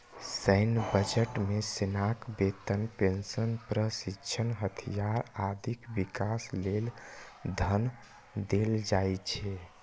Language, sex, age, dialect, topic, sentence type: Maithili, male, 18-24, Eastern / Thethi, banking, statement